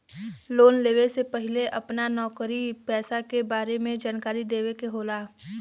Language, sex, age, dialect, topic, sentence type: Bhojpuri, female, 18-24, Western, banking, question